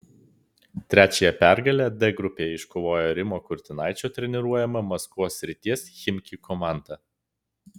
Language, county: Lithuanian, Vilnius